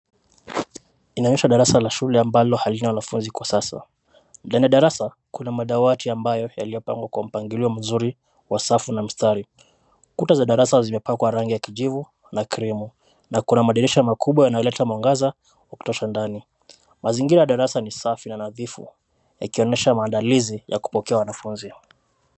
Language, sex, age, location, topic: Swahili, male, 25-35, Nairobi, education